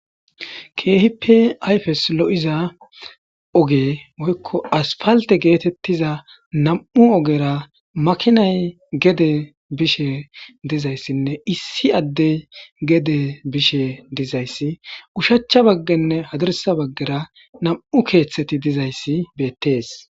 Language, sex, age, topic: Gamo, male, 25-35, government